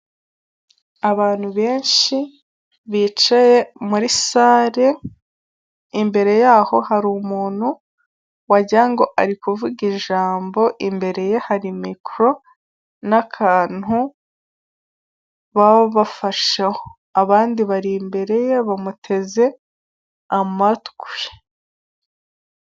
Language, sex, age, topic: Kinyarwanda, female, 18-24, government